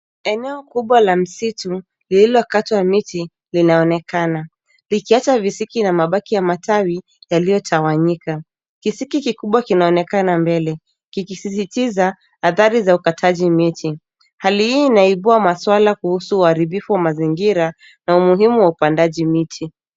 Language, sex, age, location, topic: Swahili, female, 18-24, Nairobi, health